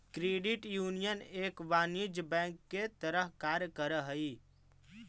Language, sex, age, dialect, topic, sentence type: Magahi, male, 18-24, Central/Standard, banking, statement